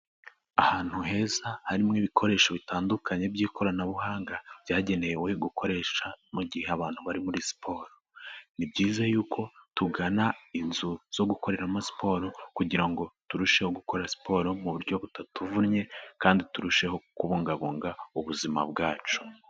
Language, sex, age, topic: Kinyarwanda, male, 18-24, health